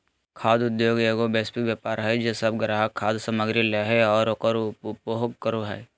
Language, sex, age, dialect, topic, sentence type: Magahi, male, 25-30, Southern, agriculture, statement